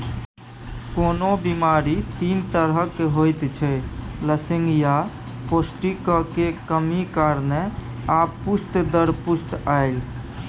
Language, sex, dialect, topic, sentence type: Maithili, male, Bajjika, agriculture, statement